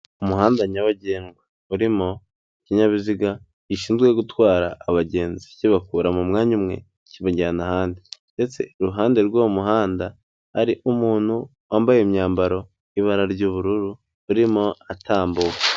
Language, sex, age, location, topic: Kinyarwanda, female, 25-35, Kigali, government